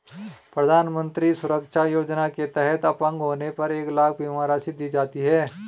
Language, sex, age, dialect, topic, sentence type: Hindi, male, 36-40, Garhwali, banking, statement